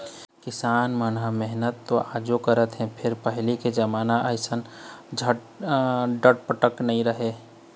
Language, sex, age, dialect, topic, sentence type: Chhattisgarhi, male, 25-30, Eastern, agriculture, statement